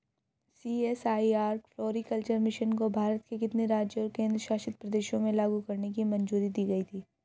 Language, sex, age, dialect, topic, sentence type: Hindi, female, 31-35, Hindustani Malvi Khadi Boli, banking, question